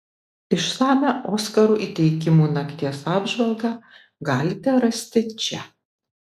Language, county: Lithuanian, Vilnius